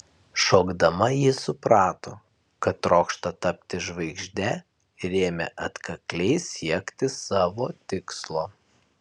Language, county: Lithuanian, Kaunas